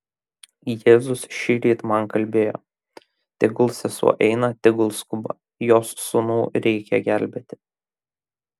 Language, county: Lithuanian, Kaunas